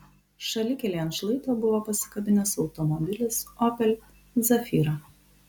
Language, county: Lithuanian, Kaunas